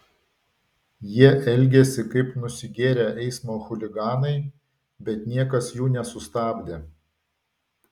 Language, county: Lithuanian, Vilnius